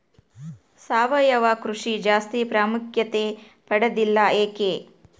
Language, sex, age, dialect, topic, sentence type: Kannada, female, 36-40, Central, agriculture, question